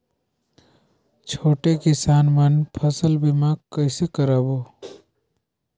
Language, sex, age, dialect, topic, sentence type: Chhattisgarhi, male, 18-24, Northern/Bhandar, agriculture, question